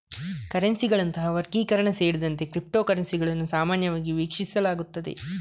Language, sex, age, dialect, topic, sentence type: Kannada, male, 31-35, Coastal/Dakshin, banking, statement